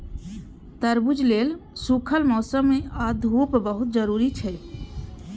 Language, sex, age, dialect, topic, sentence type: Maithili, female, 31-35, Eastern / Thethi, agriculture, statement